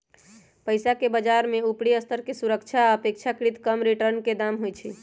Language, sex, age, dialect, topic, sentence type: Magahi, male, 31-35, Western, banking, statement